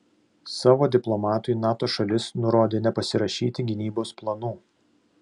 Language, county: Lithuanian, Vilnius